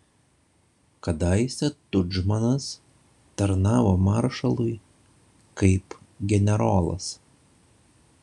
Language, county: Lithuanian, Šiauliai